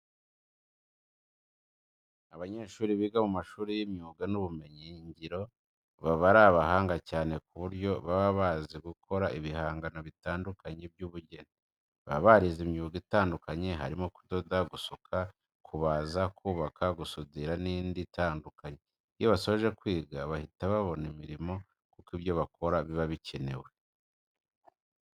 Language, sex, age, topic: Kinyarwanda, male, 25-35, education